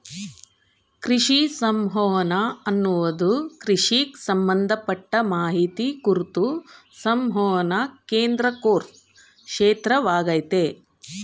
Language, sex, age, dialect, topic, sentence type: Kannada, female, 41-45, Mysore Kannada, agriculture, statement